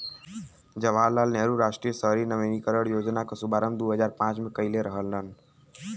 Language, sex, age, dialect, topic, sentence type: Bhojpuri, male, <18, Western, banking, statement